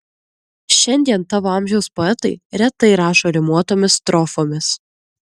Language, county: Lithuanian, Klaipėda